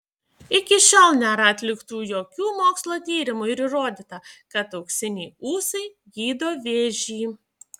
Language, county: Lithuanian, Šiauliai